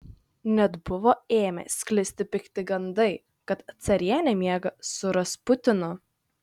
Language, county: Lithuanian, Šiauliai